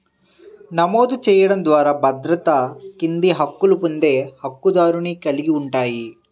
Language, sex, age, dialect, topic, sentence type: Telugu, male, 31-35, Central/Coastal, banking, statement